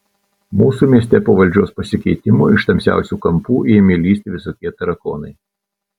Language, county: Lithuanian, Telšiai